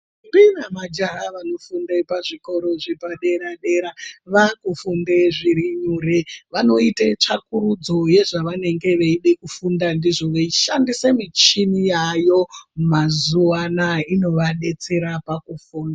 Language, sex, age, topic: Ndau, female, 25-35, education